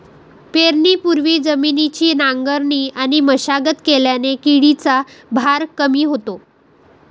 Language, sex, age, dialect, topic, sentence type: Marathi, female, 18-24, Varhadi, agriculture, statement